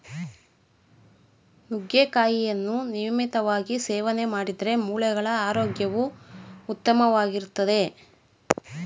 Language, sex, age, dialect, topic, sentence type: Kannada, female, 41-45, Mysore Kannada, agriculture, statement